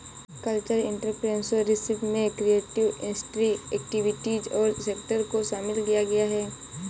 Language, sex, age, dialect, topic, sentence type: Hindi, female, 18-24, Awadhi Bundeli, banking, statement